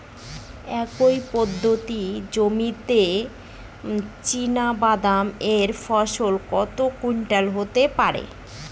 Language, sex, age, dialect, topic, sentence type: Bengali, female, 31-35, Standard Colloquial, agriculture, question